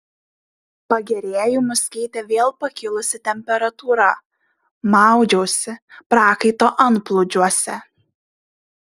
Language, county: Lithuanian, Šiauliai